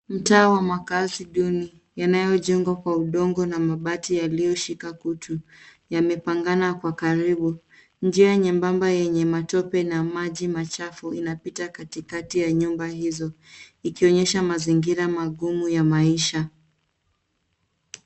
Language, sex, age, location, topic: Swahili, female, 18-24, Nairobi, government